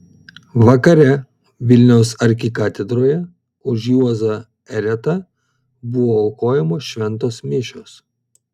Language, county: Lithuanian, Vilnius